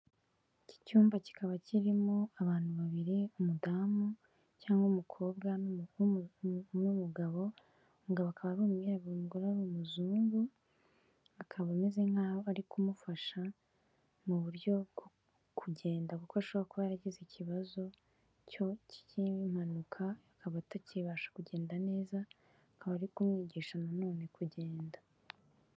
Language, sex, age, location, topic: Kinyarwanda, female, 18-24, Kigali, health